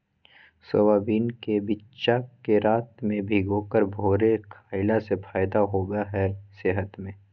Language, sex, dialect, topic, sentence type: Magahi, male, Southern, agriculture, statement